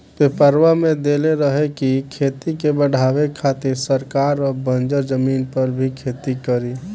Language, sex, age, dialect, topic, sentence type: Bhojpuri, male, 18-24, Southern / Standard, agriculture, statement